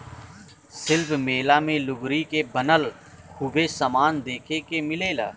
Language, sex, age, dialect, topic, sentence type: Bhojpuri, male, 31-35, Southern / Standard, agriculture, statement